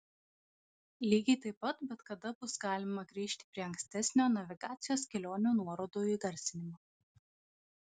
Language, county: Lithuanian, Vilnius